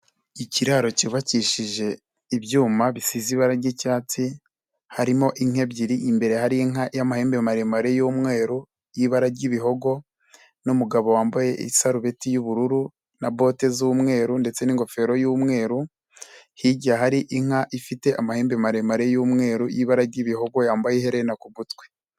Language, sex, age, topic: Kinyarwanda, male, 25-35, agriculture